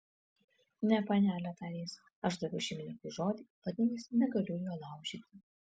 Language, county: Lithuanian, Kaunas